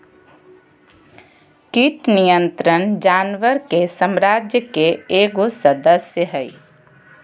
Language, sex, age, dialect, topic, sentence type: Magahi, female, 31-35, Southern, agriculture, statement